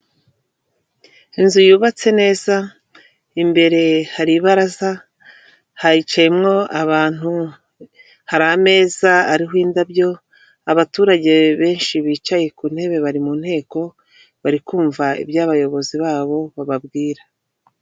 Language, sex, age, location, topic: Kinyarwanda, female, 36-49, Kigali, government